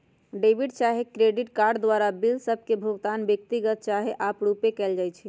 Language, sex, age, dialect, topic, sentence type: Magahi, female, 60-100, Western, banking, statement